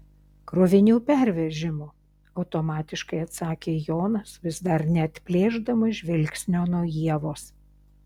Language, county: Lithuanian, Šiauliai